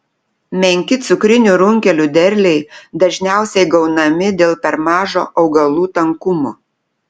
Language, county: Lithuanian, Telšiai